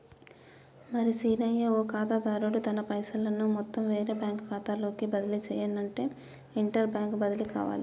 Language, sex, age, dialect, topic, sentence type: Telugu, male, 25-30, Telangana, banking, statement